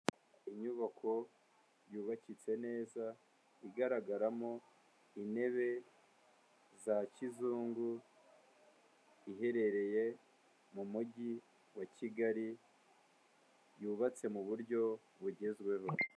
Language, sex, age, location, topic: Kinyarwanda, male, 18-24, Kigali, finance